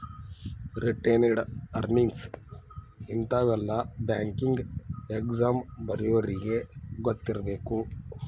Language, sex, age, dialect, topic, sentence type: Kannada, male, 56-60, Dharwad Kannada, banking, statement